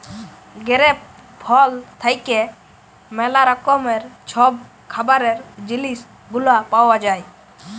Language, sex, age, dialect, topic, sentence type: Bengali, male, 18-24, Jharkhandi, agriculture, statement